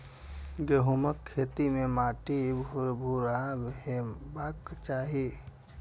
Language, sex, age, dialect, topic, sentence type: Maithili, male, 25-30, Eastern / Thethi, agriculture, statement